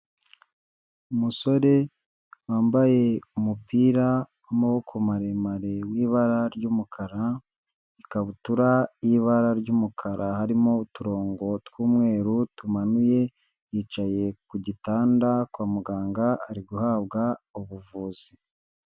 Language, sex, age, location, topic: Kinyarwanda, male, 25-35, Huye, health